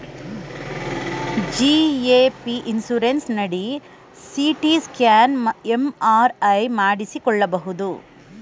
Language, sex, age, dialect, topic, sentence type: Kannada, female, 41-45, Mysore Kannada, banking, statement